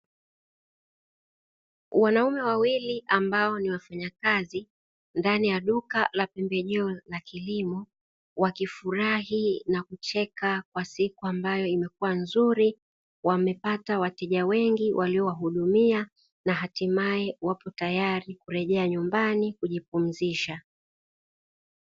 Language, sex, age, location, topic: Swahili, female, 36-49, Dar es Salaam, agriculture